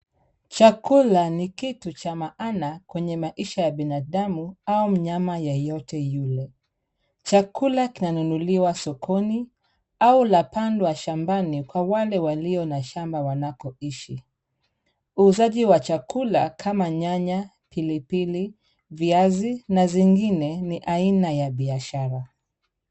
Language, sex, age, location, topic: Swahili, female, 36-49, Kisumu, finance